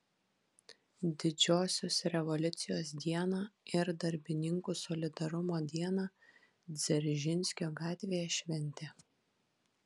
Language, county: Lithuanian, Kaunas